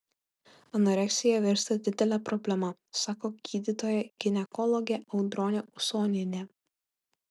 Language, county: Lithuanian, Kaunas